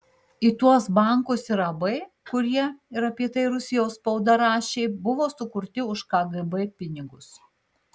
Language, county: Lithuanian, Marijampolė